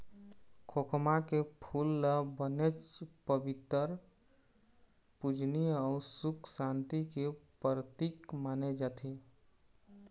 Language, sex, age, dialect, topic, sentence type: Chhattisgarhi, male, 18-24, Eastern, agriculture, statement